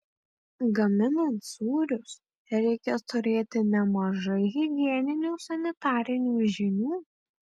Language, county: Lithuanian, Marijampolė